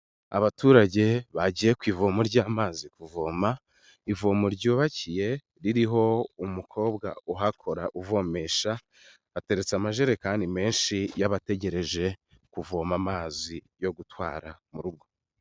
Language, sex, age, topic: Kinyarwanda, male, 25-35, health